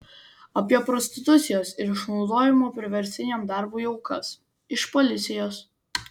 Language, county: Lithuanian, Vilnius